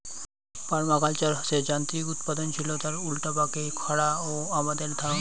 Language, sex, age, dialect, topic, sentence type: Bengali, male, 25-30, Rajbangshi, agriculture, statement